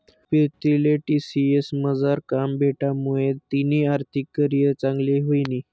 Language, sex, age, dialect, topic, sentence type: Marathi, male, 25-30, Northern Konkan, banking, statement